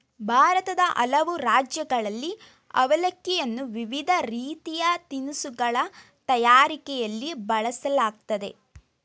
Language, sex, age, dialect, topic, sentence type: Kannada, female, 18-24, Mysore Kannada, agriculture, statement